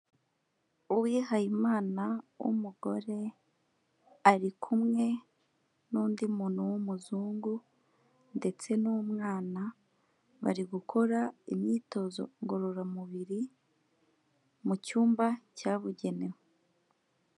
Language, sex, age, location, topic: Kinyarwanda, female, 25-35, Kigali, health